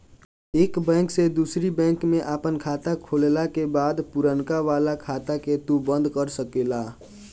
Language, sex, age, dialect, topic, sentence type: Bhojpuri, male, <18, Northern, banking, statement